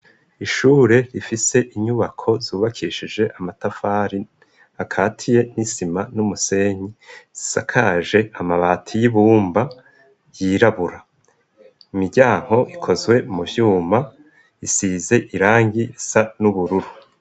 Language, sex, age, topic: Rundi, male, 50+, education